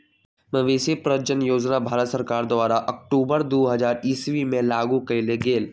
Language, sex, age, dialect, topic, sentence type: Magahi, male, 18-24, Western, agriculture, statement